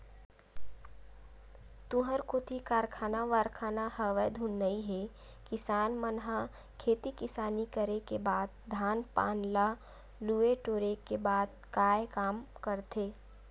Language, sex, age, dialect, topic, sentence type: Chhattisgarhi, female, 18-24, Western/Budati/Khatahi, agriculture, statement